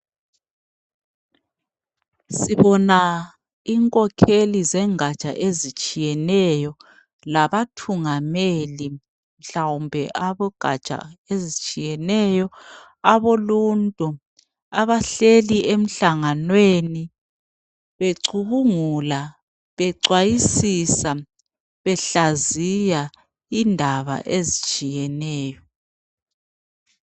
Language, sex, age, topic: North Ndebele, female, 36-49, health